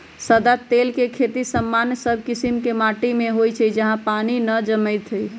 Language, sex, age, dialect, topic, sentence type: Magahi, female, 31-35, Western, agriculture, statement